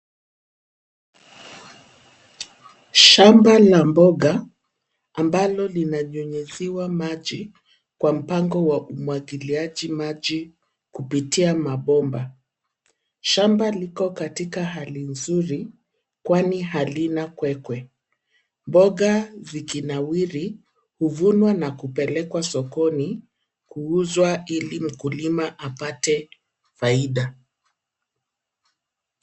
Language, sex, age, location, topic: Swahili, female, 50+, Nairobi, agriculture